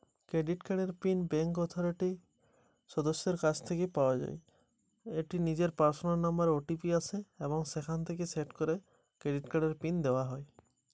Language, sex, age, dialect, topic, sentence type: Bengali, male, 18-24, Jharkhandi, banking, question